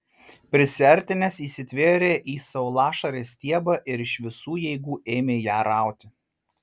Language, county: Lithuanian, Marijampolė